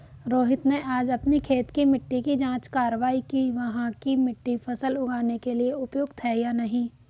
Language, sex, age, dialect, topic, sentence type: Hindi, female, 18-24, Hindustani Malvi Khadi Boli, agriculture, statement